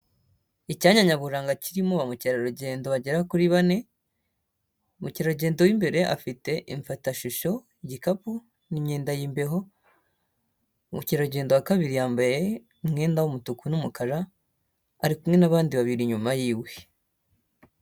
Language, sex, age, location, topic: Kinyarwanda, male, 18-24, Huye, agriculture